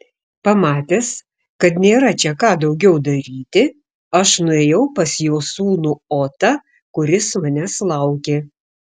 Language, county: Lithuanian, Šiauliai